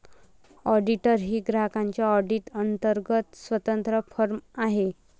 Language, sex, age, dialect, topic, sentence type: Marathi, female, 18-24, Varhadi, banking, statement